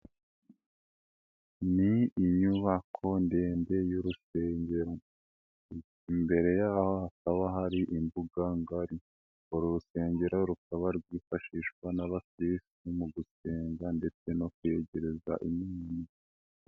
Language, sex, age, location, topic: Kinyarwanda, male, 18-24, Nyagatare, finance